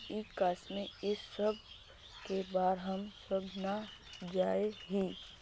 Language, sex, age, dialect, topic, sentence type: Magahi, female, 31-35, Northeastern/Surjapuri, agriculture, question